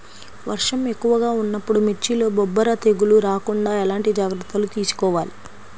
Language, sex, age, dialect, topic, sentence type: Telugu, female, 25-30, Central/Coastal, agriculture, question